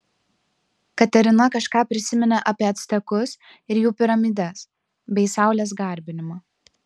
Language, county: Lithuanian, Klaipėda